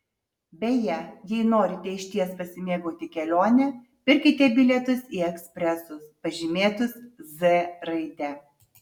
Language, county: Lithuanian, Utena